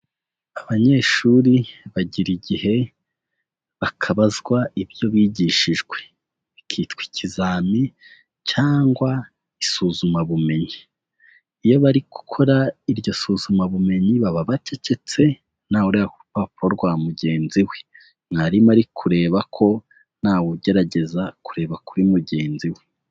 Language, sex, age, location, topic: Kinyarwanda, male, 18-24, Huye, education